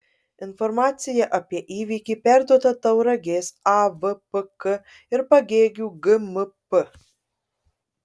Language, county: Lithuanian, Marijampolė